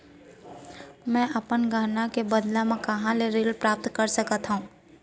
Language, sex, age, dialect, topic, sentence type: Chhattisgarhi, female, 56-60, Central, banking, statement